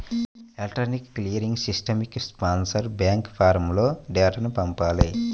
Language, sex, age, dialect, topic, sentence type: Telugu, male, 41-45, Central/Coastal, banking, statement